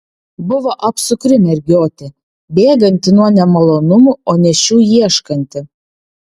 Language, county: Lithuanian, Vilnius